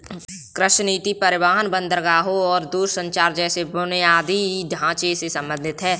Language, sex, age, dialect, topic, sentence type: Hindi, male, 18-24, Kanauji Braj Bhasha, agriculture, statement